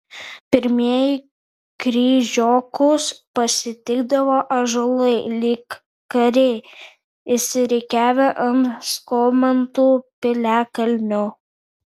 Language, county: Lithuanian, Kaunas